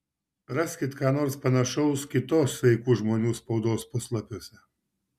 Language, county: Lithuanian, Šiauliai